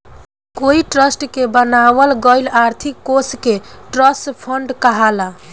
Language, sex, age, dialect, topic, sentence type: Bhojpuri, female, 18-24, Southern / Standard, banking, statement